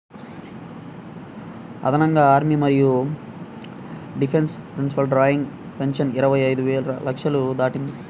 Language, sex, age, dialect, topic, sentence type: Telugu, male, 18-24, Central/Coastal, banking, statement